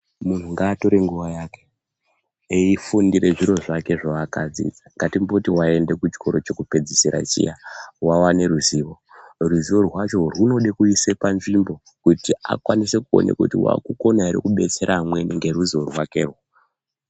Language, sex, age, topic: Ndau, male, 25-35, health